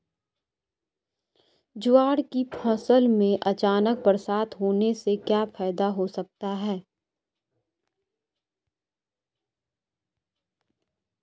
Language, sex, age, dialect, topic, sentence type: Hindi, female, 25-30, Marwari Dhudhari, agriculture, question